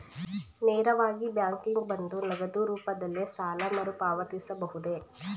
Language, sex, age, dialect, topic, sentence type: Kannada, female, 18-24, Mysore Kannada, banking, question